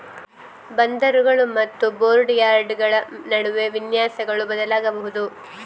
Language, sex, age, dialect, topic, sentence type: Kannada, female, 25-30, Coastal/Dakshin, agriculture, statement